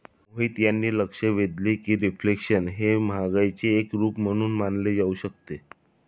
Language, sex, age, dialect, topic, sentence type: Marathi, male, 25-30, Standard Marathi, banking, statement